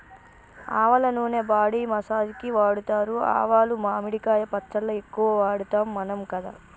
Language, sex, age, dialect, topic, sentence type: Telugu, female, 25-30, Telangana, agriculture, statement